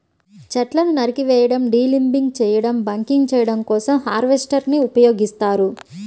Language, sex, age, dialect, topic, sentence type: Telugu, female, 25-30, Central/Coastal, agriculture, statement